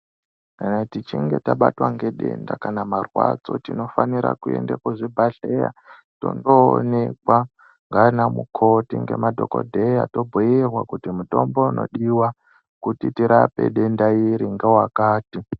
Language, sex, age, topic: Ndau, male, 18-24, health